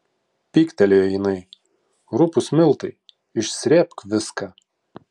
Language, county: Lithuanian, Klaipėda